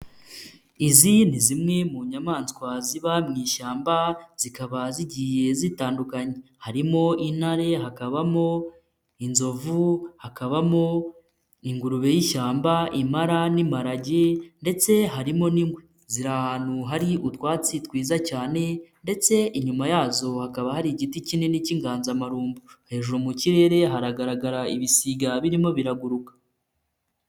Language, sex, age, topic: Kinyarwanda, female, 25-35, agriculture